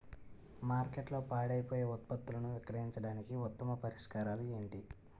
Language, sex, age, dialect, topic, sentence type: Telugu, male, 18-24, Utterandhra, agriculture, statement